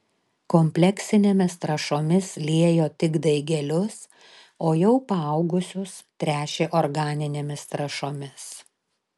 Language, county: Lithuanian, Telšiai